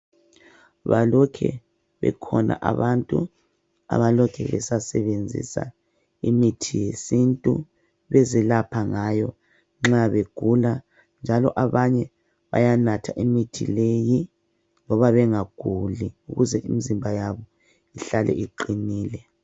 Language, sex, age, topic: North Ndebele, female, 36-49, health